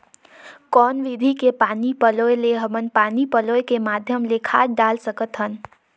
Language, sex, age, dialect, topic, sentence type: Chhattisgarhi, female, 18-24, Northern/Bhandar, agriculture, question